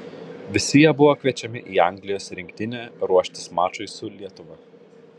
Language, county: Lithuanian, Kaunas